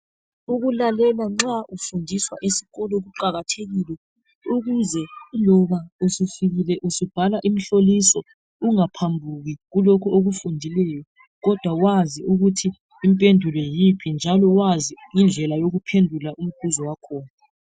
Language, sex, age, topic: North Ndebele, female, 36-49, education